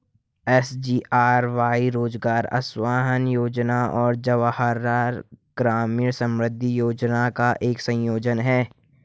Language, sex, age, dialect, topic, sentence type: Hindi, male, 18-24, Hindustani Malvi Khadi Boli, banking, statement